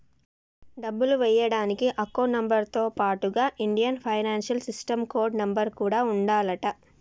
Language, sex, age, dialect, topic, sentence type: Telugu, female, 25-30, Telangana, banking, statement